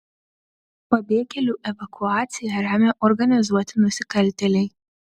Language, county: Lithuanian, Šiauliai